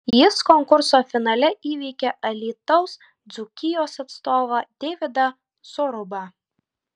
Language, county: Lithuanian, Kaunas